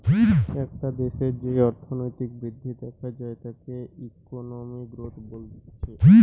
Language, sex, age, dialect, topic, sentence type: Bengali, male, 18-24, Western, banking, statement